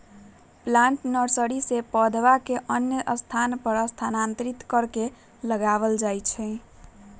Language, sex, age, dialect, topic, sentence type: Magahi, female, 41-45, Western, agriculture, statement